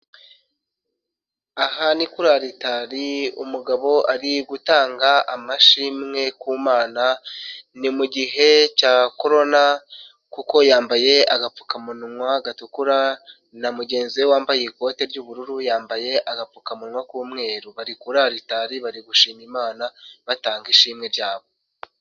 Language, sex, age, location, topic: Kinyarwanda, male, 25-35, Nyagatare, finance